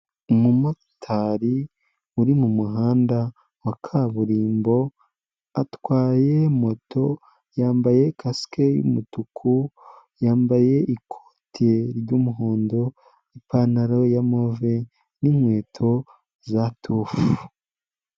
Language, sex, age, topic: Kinyarwanda, male, 25-35, finance